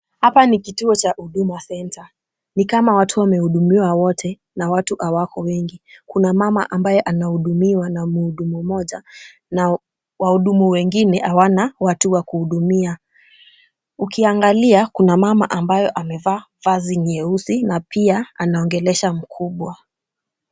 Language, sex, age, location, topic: Swahili, female, 18-24, Kisumu, government